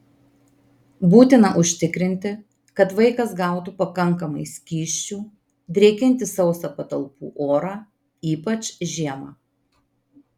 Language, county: Lithuanian, Marijampolė